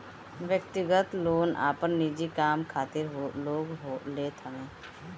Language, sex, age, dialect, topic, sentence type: Bhojpuri, female, 18-24, Northern, banking, statement